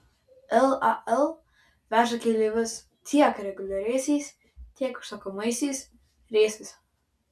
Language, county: Lithuanian, Vilnius